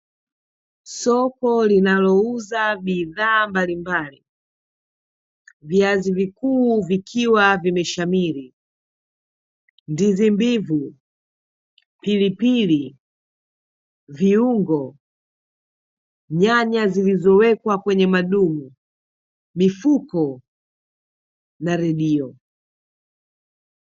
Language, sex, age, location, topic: Swahili, female, 25-35, Dar es Salaam, finance